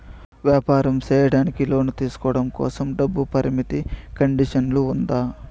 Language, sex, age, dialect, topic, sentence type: Telugu, male, 25-30, Southern, banking, question